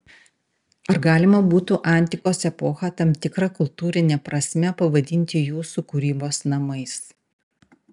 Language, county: Lithuanian, Panevėžys